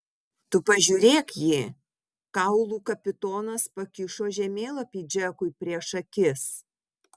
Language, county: Lithuanian, Utena